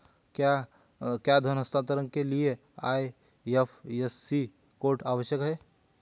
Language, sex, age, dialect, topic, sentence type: Hindi, male, 18-24, Hindustani Malvi Khadi Boli, banking, question